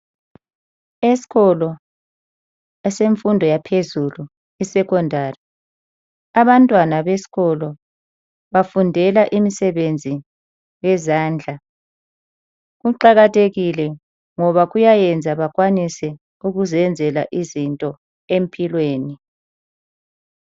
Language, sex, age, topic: North Ndebele, female, 18-24, education